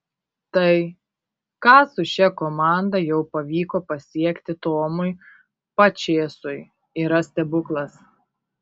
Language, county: Lithuanian, Kaunas